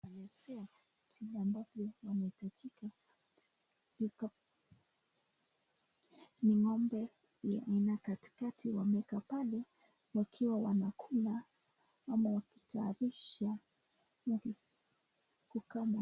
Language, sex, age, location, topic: Swahili, male, 36-49, Nakuru, agriculture